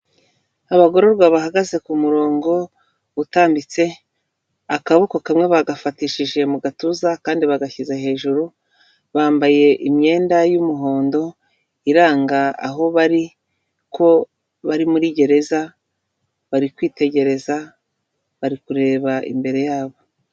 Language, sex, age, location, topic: Kinyarwanda, female, 36-49, Kigali, government